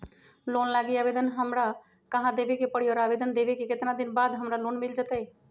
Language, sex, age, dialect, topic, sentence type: Magahi, female, 36-40, Western, banking, question